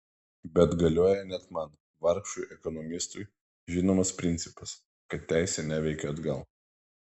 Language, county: Lithuanian, Vilnius